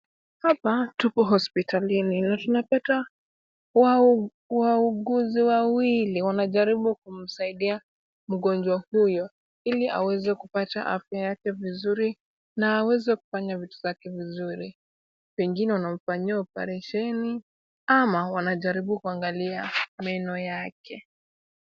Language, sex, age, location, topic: Swahili, female, 18-24, Kisumu, health